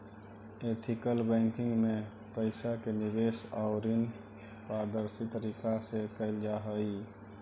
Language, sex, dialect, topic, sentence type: Magahi, male, Central/Standard, agriculture, statement